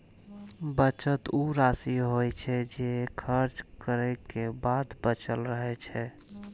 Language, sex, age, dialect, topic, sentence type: Maithili, male, 25-30, Eastern / Thethi, banking, statement